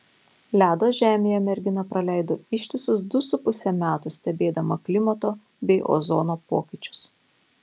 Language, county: Lithuanian, Panevėžys